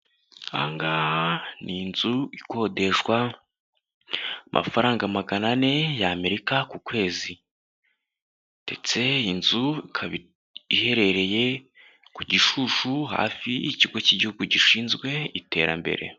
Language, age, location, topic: Kinyarwanda, 18-24, Kigali, finance